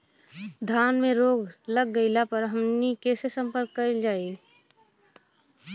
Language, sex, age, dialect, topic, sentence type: Bhojpuri, female, 25-30, Western, agriculture, question